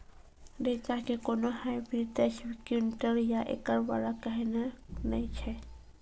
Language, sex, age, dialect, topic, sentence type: Maithili, female, 18-24, Angika, agriculture, question